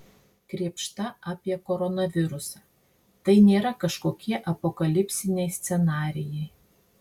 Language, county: Lithuanian, Marijampolė